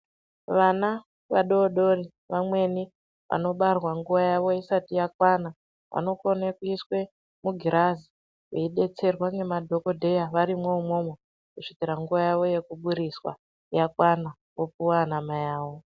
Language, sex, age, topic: Ndau, female, 18-24, health